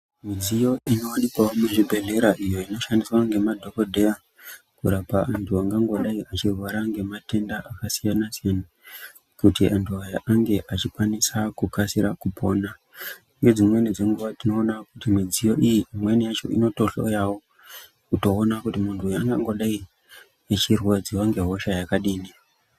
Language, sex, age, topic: Ndau, male, 25-35, health